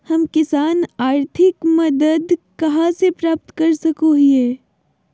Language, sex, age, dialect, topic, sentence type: Magahi, female, 60-100, Southern, agriculture, question